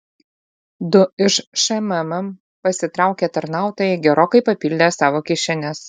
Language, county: Lithuanian, Utena